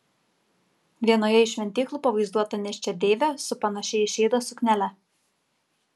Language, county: Lithuanian, Kaunas